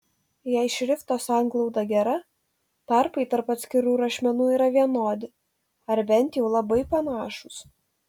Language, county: Lithuanian, Telšiai